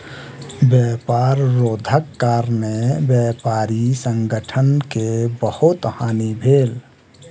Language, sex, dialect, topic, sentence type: Maithili, male, Southern/Standard, banking, statement